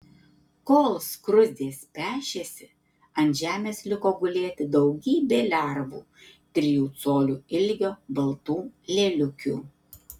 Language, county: Lithuanian, Tauragė